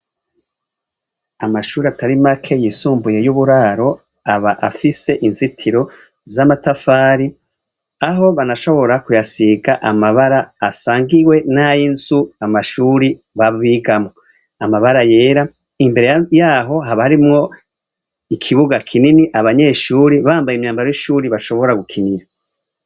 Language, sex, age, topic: Rundi, male, 36-49, education